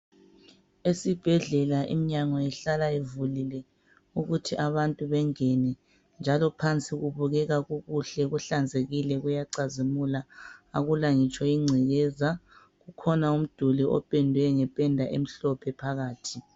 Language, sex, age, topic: North Ndebele, male, 36-49, health